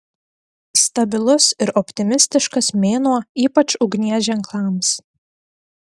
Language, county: Lithuanian, Telšiai